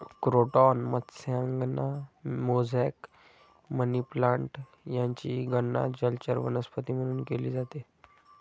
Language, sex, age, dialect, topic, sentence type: Marathi, male, 25-30, Standard Marathi, agriculture, statement